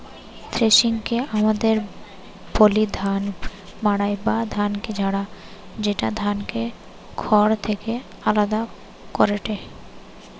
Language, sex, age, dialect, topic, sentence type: Bengali, female, 18-24, Western, agriculture, statement